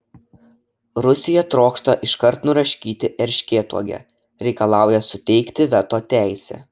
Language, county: Lithuanian, Šiauliai